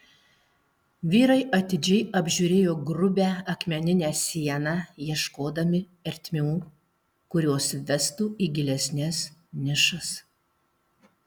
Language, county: Lithuanian, Alytus